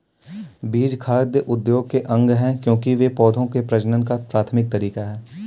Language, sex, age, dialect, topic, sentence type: Hindi, male, 18-24, Kanauji Braj Bhasha, agriculture, statement